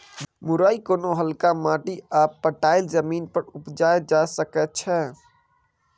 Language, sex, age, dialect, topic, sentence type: Maithili, male, 18-24, Bajjika, agriculture, statement